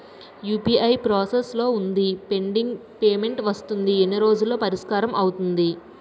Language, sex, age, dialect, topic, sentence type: Telugu, female, 18-24, Utterandhra, banking, question